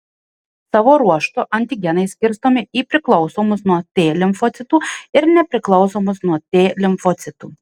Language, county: Lithuanian, Kaunas